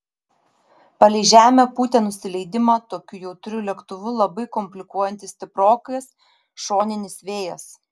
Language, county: Lithuanian, Vilnius